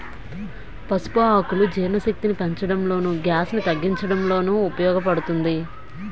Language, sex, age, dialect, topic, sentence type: Telugu, female, 25-30, Utterandhra, agriculture, statement